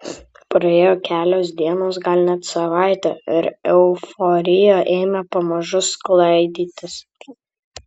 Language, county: Lithuanian, Kaunas